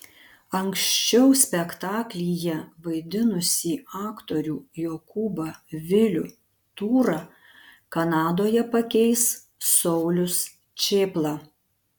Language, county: Lithuanian, Panevėžys